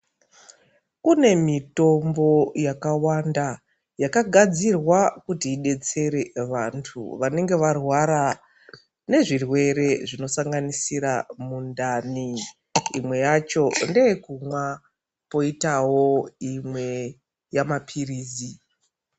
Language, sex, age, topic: Ndau, female, 36-49, health